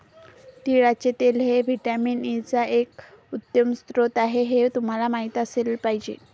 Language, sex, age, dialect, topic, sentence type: Marathi, male, 31-35, Varhadi, agriculture, statement